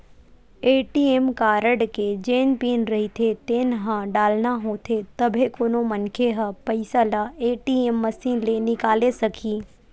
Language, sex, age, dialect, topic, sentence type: Chhattisgarhi, female, 18-24, Western/Budati/Khatahi, banking, statement